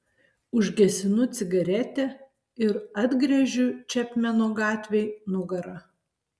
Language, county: Lithuanian, Alytus